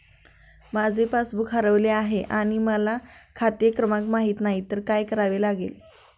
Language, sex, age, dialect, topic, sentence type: Marathi, female, 25-30, Standard Marathi, banking, question